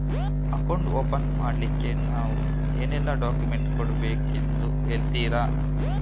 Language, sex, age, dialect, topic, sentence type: Kannada, male, 41-45, Coastal/Dakshin, banking, question